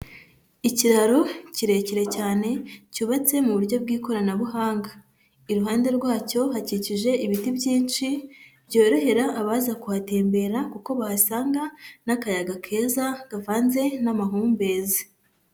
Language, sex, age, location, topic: Kinyarwanda, female, 25-35, Huye, agriculture